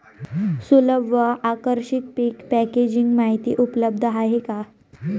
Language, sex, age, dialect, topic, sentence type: Marathi, female, 25-30, Northern Konkan, agriculture, question